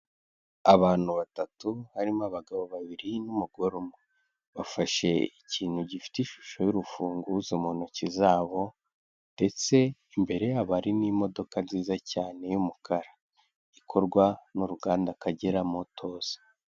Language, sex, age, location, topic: Kinyarwanda, male, 18-24, Kigali, finance